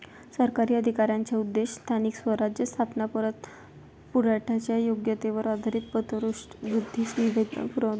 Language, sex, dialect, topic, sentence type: Marathi, female, Varhadi, banking, statement